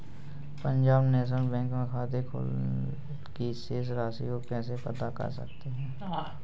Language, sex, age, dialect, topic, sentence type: Hindi, male, 18-24, Awadhi Bundeli, banking, question